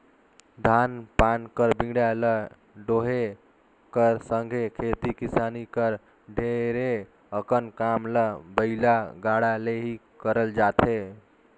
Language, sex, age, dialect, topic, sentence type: Chhattisgarhi, male, 18-24, Northern/Bhandar, agriculture, statement